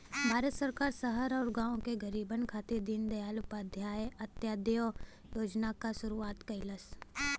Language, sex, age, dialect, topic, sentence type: Bhojpuri, female, 18-24, Western, banking, statement